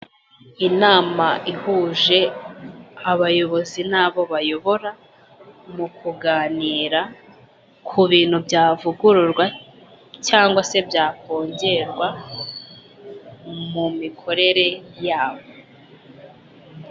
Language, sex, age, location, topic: Kinyarwanda, female, 18-24, Kigali, health